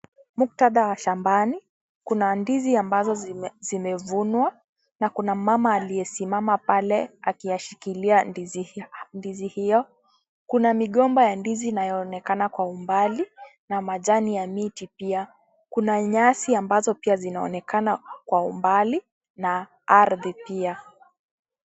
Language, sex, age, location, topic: Swahili, female, 18-24, Kisii, agriculture